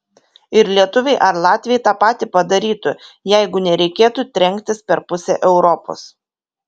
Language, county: Lithuanian, Kaunas